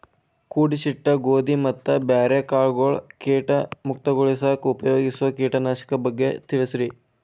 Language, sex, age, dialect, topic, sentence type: Kannada, male, 18-24, Dharwad Kannada, agriculture, question